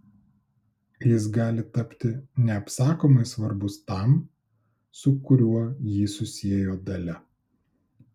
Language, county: Lithuanian, Klaipėda